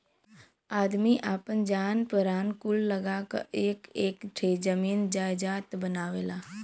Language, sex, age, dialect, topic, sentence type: Bhojpuri, female, 18-24, Western, banking, statement